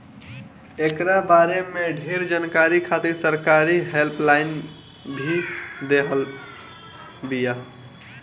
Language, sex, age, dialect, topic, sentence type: Bhojpuri, male, 18-24, Northern, agriculture, statement